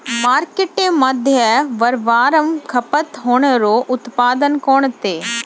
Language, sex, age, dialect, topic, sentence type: Marathi, female, 25-30, Standard Marathi, agriculture, question